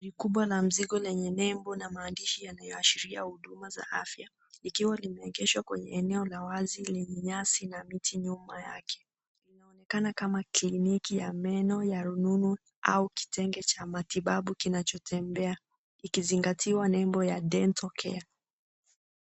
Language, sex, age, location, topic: Swahili, female, 18-24, Nairobi, health